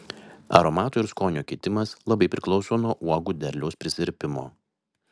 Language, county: Lithuanian, Vilnius